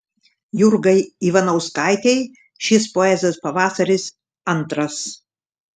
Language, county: Lithuanian, Šiauliai